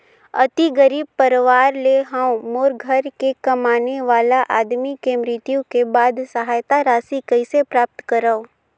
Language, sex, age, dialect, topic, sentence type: Chhattisgarhi, female, 18-24, Northern/Bhandar, banking, question